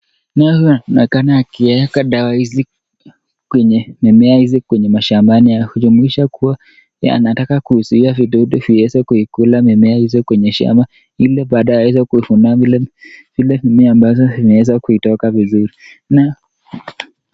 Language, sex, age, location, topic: Swahili, male, 25-35, Nakuru, health